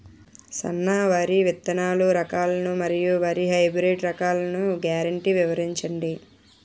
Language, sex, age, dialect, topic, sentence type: Telugu, female, 41-45, Utterandhra, agriculture, question